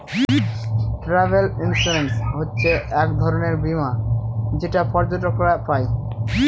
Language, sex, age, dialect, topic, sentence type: Bengali, male, 18-24, Northern/Varendri, banking, statement